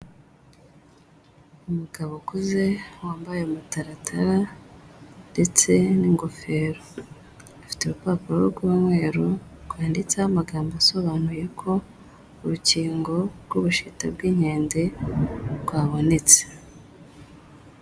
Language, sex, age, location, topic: Kinyarwanda, female, 18-24, Kigali, health